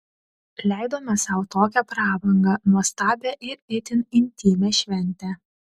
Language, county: Lithuanian, Šiauliai